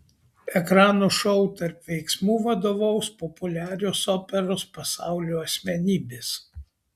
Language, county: Lithuanian, Kaunas